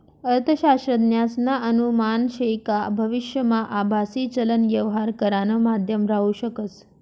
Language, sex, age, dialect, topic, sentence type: Marathi, female, 25-30, Northern Konkan, banking, statement